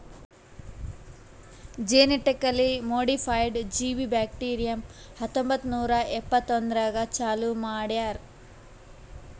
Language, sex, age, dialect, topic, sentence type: Kannada, female, 18-24, Northeastern, agriculture, statement